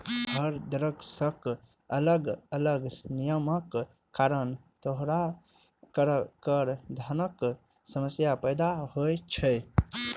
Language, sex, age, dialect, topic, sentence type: Maithili, male, 25-30, Eastern / Thethi, banking, statement